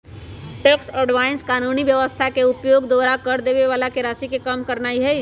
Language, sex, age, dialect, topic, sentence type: Magahi, male, 36-40, Western, banking, statement